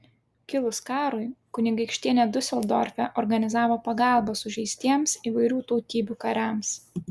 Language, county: Lithuanian, Klaipėda